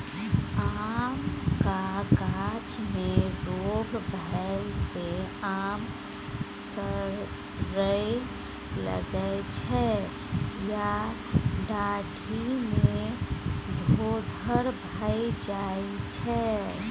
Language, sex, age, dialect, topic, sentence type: Maithili, female, 36-40, Bajjika, agriculture, statement